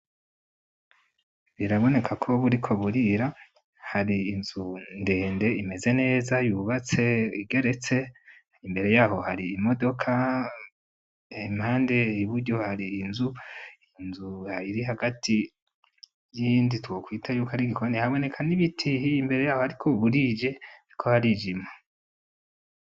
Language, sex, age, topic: Rundi, male, 25-35, education